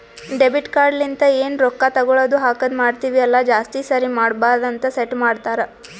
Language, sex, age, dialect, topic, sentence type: Kannada, female, 18-24, Northeastern, banking, statement